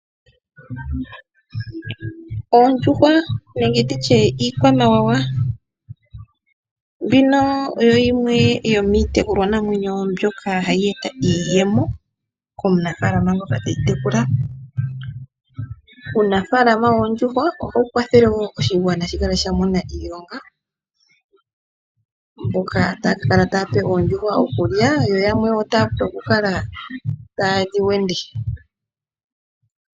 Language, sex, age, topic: Oshiwambo, female, 25-35, agriculture